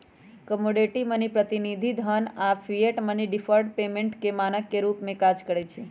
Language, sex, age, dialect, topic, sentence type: Magahi, female, 36-40, Western, banking, statement